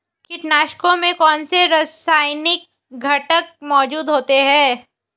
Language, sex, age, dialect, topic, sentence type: Hindi, female, 18-24, Marwari Dhudhari, agriculture, question